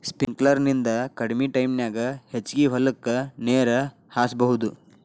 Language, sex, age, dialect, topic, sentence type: Kannada, male, 18-24, Dharwad Kannada, agriculture, statement